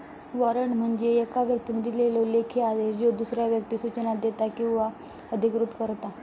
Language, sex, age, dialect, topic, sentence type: Marathi, female, 18-24, Southern Konkan, banking, statement